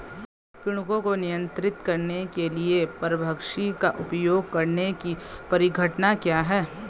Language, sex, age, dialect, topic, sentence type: Hindi, female, 25-30, Hindustani Malvi Khadi Boli, agriculture, question